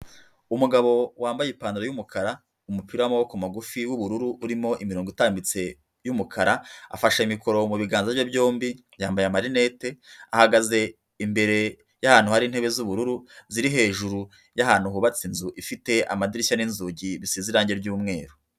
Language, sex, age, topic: Kinyarwanda, female, 50+, government